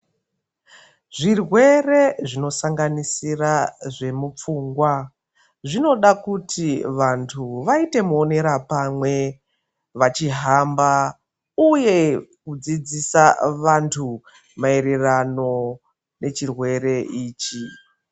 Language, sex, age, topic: Ndau, female, 36-49, health